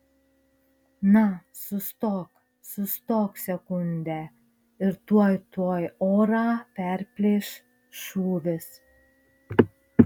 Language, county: Lithuanian, Šiauliai